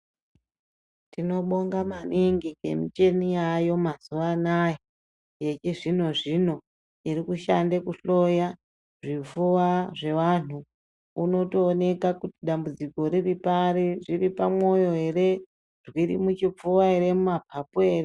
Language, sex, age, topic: Ndau, female, 36-49, health